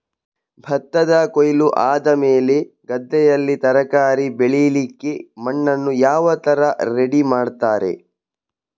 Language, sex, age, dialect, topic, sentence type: Kannada, male, 51-55, Coastal/Dakshin, agriculture, question